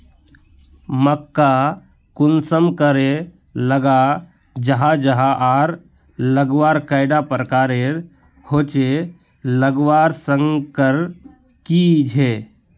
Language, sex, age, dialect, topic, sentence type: Magahi, male, 18-24, Northeastern/Surjapuri, agriculture, question